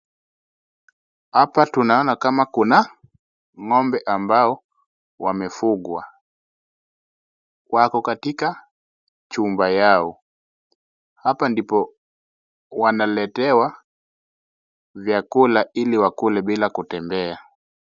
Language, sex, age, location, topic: Swahili, male, 18-24, Wajir, agriculture